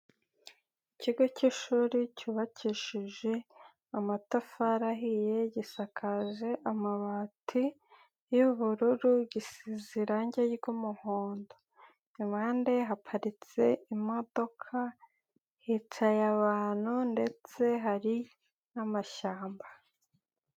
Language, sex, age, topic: Kinyarwanda, female, 18-24, education